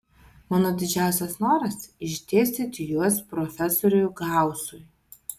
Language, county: Lithuanian, Vilnius